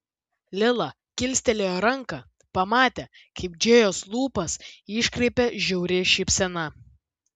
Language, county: Lithuanian, Vilnius